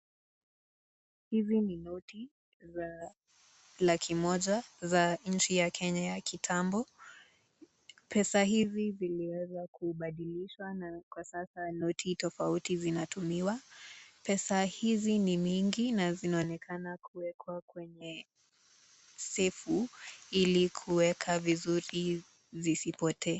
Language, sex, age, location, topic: Swahili, female, 18-24, Nakuru, finance